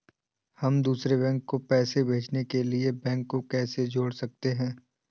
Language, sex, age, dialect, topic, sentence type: Hindi, male, 18-24, Awadhi Bundeli, banking, question